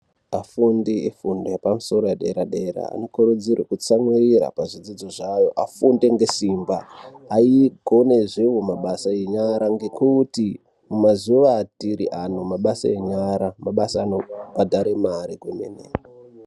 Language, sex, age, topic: Ndau, male, 18-24, education